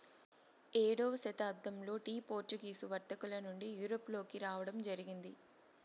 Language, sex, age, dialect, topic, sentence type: Telugu, female, 31-35, Southern, agriculture, statement